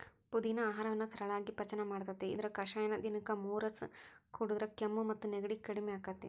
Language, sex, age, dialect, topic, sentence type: Kannada, female, 25-30, Dharwad Kannada, agriculture, statement